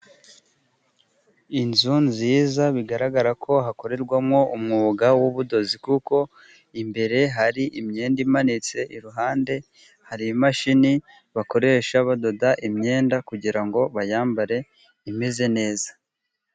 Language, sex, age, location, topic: Kinyarwanda, male, 25-35, Burera, finance